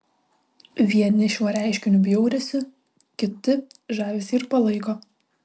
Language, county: Lithuanian, Vilnius